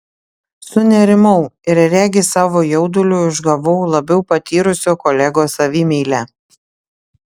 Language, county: Lithuanian, Panevėžys